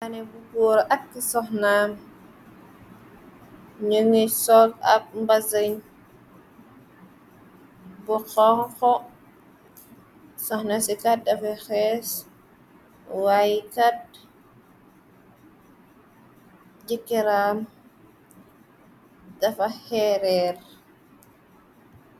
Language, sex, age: Wolof, female, 18-24